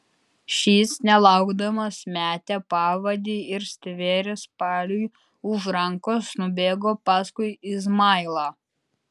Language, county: Lithuanian, Utena